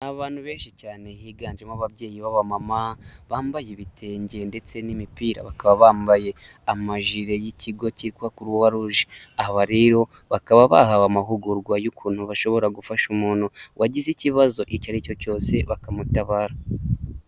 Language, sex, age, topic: Kinyarwanda, male, 25-35, health